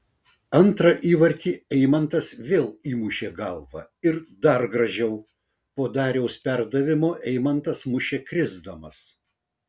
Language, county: Lithuanian, Vilnius